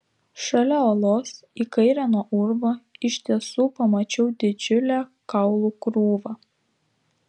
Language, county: Lithuanian, Klaipėda